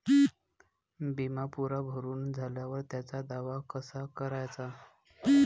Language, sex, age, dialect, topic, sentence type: Marathi, male, 25-30, Varhadi, banking, question